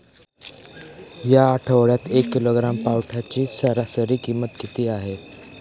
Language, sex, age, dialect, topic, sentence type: Marathi, male, <18, Standard Marathi, agriculture, question